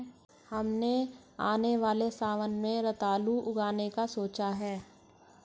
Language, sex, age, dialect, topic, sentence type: Hindi, female, 18-24, Hindustani Malvi Khadi Boli, agriculture, statement